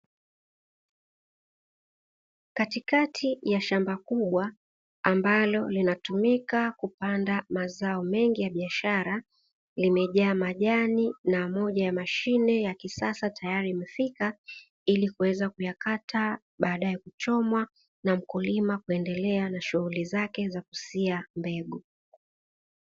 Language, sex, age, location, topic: Swahili, female, 18-24, Dar es Salaam, agriculture